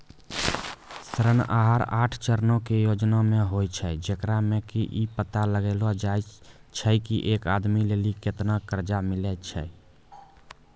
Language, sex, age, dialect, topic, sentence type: Maithili, male, 18-24, Angika, banking, statement